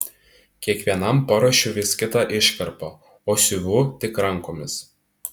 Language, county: Lithuanian, Tauragė